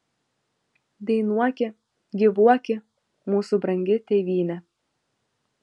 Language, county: Lithuanian, Vilnius